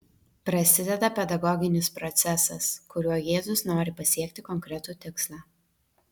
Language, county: Lithuanian, Vilnius